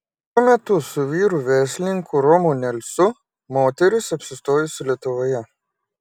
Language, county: Lithuanian, Klaipėda